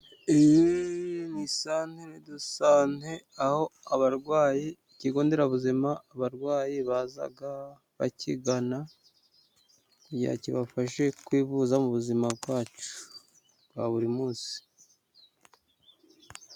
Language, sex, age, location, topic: Kinyarwanda, male, 36-49, Musanze, health